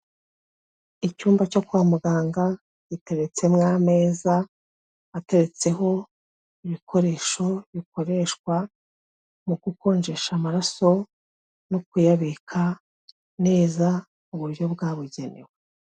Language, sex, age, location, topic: Kinyarwanda, female, 36-49, Kigali, health